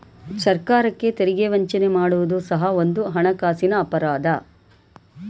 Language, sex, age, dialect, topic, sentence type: Kannada, female, 18-24, Mysore Kannada, banking, statement